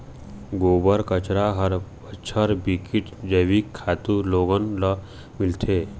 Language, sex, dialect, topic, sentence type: Chhattisgarhi, male, Eastern, agriculture, statement